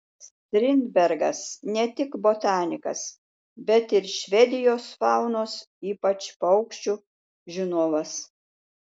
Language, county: Lithuanian, Šiauliai